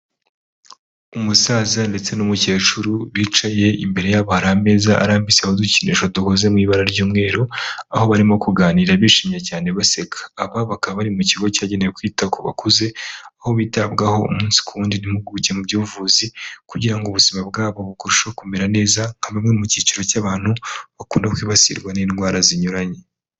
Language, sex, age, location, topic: Kinyarwanda, male, 18-24, Kigali, health